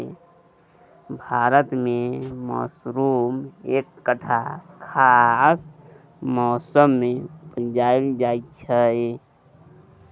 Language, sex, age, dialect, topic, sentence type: Maithili, male, 18-24, Bajjika, agriculture, statement